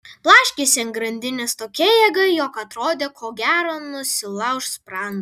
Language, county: Lithuanian, Vilnius